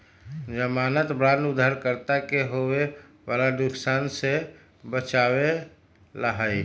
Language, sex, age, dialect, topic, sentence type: Magahi, male, 31-35, Western, banking, statement